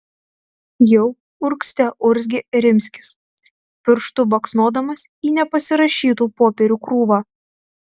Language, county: Lithuanian, Tauragė